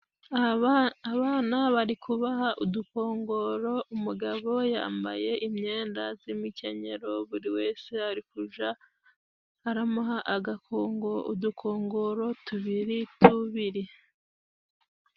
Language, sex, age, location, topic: Kinyarwanda, female, 25-35, Musanze, government